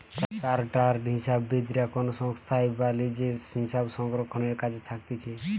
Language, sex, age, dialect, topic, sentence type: Bengali, male, 18-24, Western, banking, statement